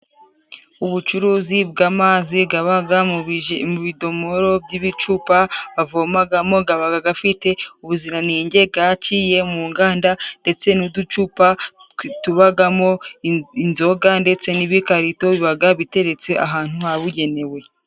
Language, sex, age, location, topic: Kinyarwanda, female, 18-24, Musanze, finance